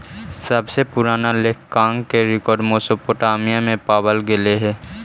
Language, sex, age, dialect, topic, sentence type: Magahi, male, 18-24, Central/Standard, agriculture, statement